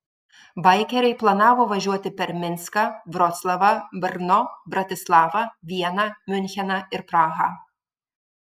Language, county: Lithuanian, Marijampolė